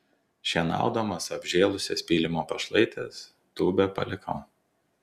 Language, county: Lithuanian, Telšiai